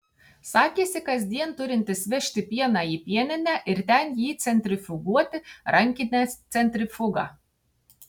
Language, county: Lithuanian, Tauragė